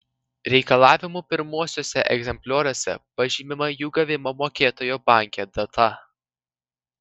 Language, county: Lithuanian, Vilnius